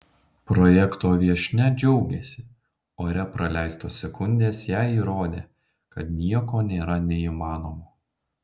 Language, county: Lithuanian, Panevėžys